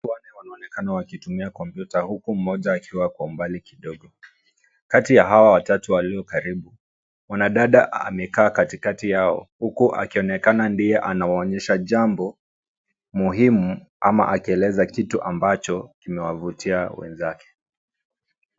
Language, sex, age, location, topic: Swahili, male, 25-35, Nairobi, education